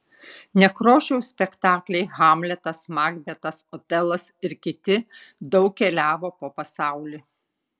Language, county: Lithuanian, Kaunas